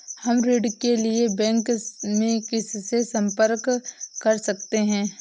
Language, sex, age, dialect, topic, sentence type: Hindi, female, 18-24, Awadhi Bundeli, banking, question